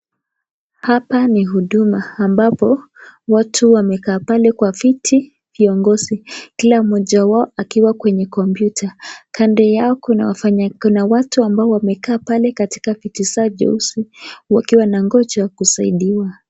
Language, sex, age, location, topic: Swahili, female, 18-24, Nakuru, government